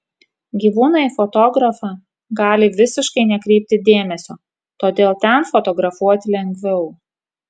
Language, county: Lithuanian, Kaunas